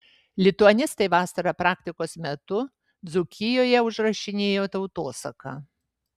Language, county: Lithuanian, Vilnius